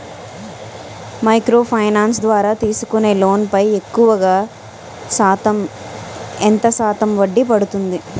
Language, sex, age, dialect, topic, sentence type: Telugu, female, 36-40, Utterandhra, banking, question